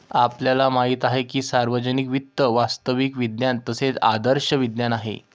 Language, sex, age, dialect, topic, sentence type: Marathi, male, 25-30, Varhadi, banking, statement